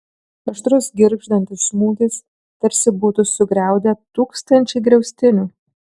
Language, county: Lithuanian, Kaunas